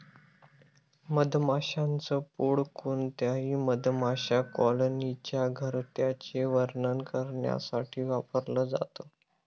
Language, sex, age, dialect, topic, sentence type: Marathi, male, 18-24, Northern Konkan, agriculture, statement